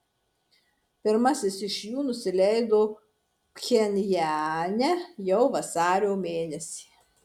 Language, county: Lithuanian, Marijampolė